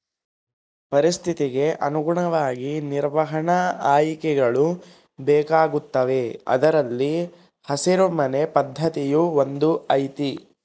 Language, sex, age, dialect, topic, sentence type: Kannada, male, 60-100, Central, agriculture, statement